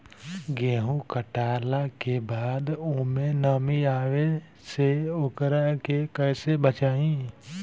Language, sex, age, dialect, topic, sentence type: Bhojpuri, male, 18-24, Southern / Standard, agriculture, question